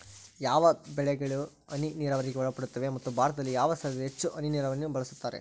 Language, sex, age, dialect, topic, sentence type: Kannada, male, 41-45, Central, agriculture, question